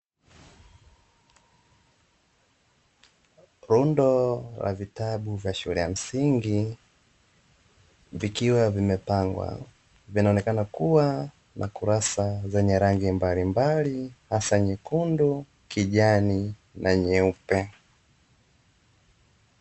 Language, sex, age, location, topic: Swahili, male, 18-24, Dar es Salaam, education